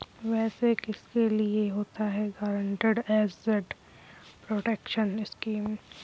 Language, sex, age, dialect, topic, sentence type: Hindi, female, 18-24, Kanauji Braj Bhasha, banking, statement